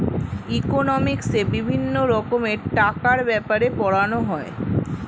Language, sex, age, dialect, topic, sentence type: Bengali, female, 36-40, Standard Colloquial, banking, statement